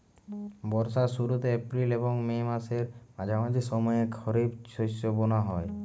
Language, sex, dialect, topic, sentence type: Bengali, male, Jharkhandi, agriculture, statement